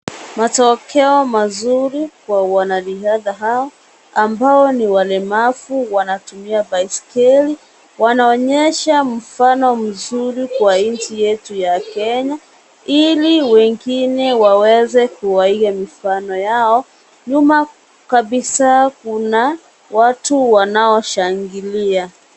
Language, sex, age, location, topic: Swahili, female, 25-35, Kisii, education